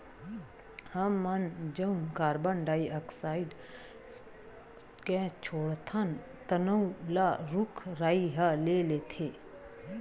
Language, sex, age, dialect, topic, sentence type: Chhattisgarhi, female, 36-40, Western/Budati/Khatahi, agriculture, statement